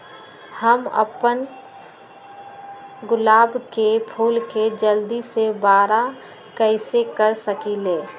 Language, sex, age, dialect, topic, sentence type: Magahi, female, 25-30, Western, agriculture, question